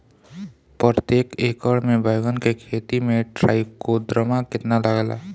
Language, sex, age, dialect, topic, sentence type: Bhojpuri, male, 25-30, Northern, agriculture, question